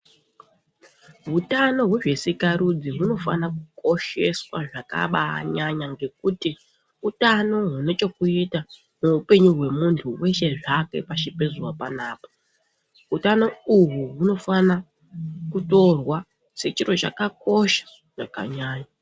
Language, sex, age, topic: Ndau, female, 25-35, health